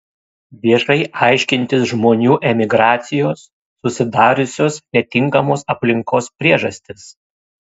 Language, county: Lithuanian, Kaunas